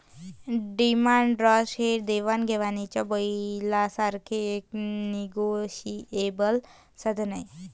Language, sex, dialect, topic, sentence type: Marathi, female, Varhadi, banking, statement